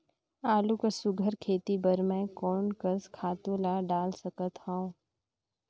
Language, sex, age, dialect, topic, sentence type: Chhattisgarhi, female, 60-100, Northern/Bhandar, agriculture, question